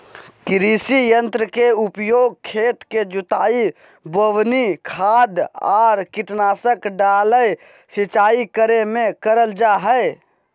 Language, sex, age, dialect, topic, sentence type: Magahi, male, 56-60, Southern, agriculture, statement